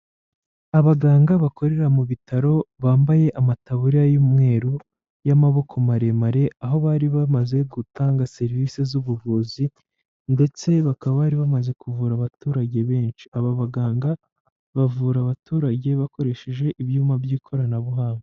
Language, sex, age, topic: Kinyarwanda, female, 25-35, health